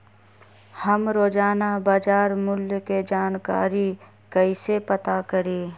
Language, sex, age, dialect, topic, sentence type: Magahi, female, 31-35, Western, agriculture, question